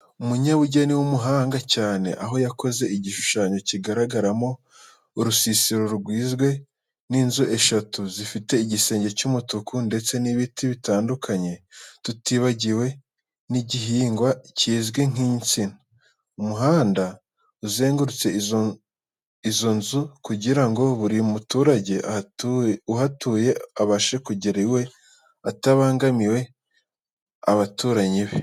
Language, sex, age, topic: Kinyarwanda, male, 18-24, education